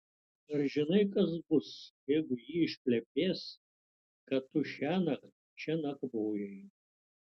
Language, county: Lithuanian, Utena